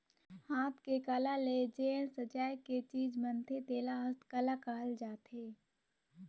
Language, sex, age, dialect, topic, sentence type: Chhattisgarhi, female, 18-24, Northern/Bhandar, agriculture, statement